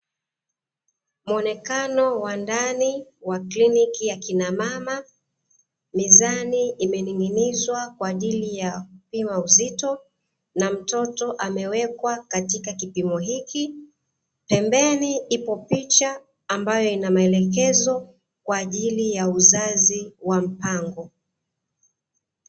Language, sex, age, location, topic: Swahili, female, 25-35, Dar es Salaam, health